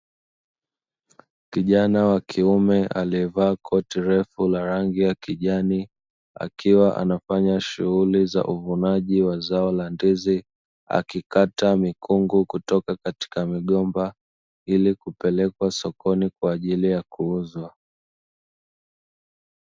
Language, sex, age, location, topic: Swahili, male, 25-35, Dar es Salaam, agriculture